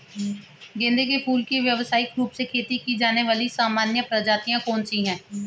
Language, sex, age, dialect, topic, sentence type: Hindi, male, 36-40, Hindustani Malvi Khadi Boli, agriculture, statement